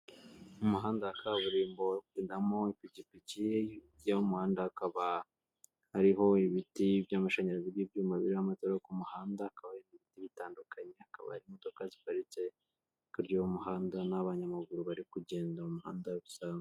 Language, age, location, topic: Kinyarwanda, 25-35, Kigali, government